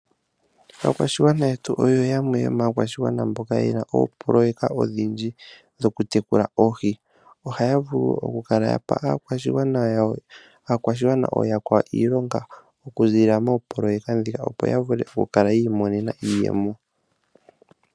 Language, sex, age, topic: Oshiwambo, male, 25-35, agriculture